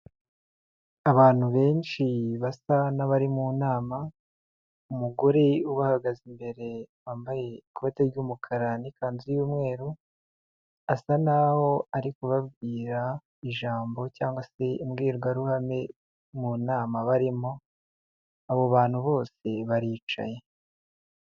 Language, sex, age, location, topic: Kinyarwanda, male, 50+, Huye, health